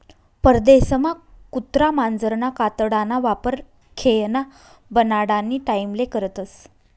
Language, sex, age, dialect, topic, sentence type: Marathi, female, 31-35, Northern Konkan, agriculture, statement